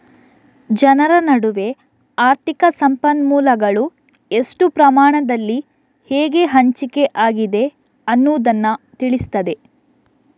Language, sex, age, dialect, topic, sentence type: Kannada, female, 56-60, Coastal/Dakshin, banking, statement